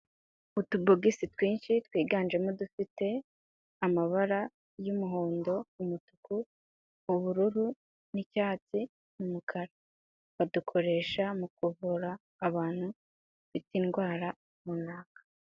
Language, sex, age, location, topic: Kinyarwanda, female, 25-35, Kigali, health